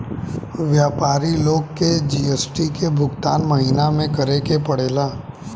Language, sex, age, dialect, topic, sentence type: Bhojpuri, male, 18-24, Southern / Standard, banking, statement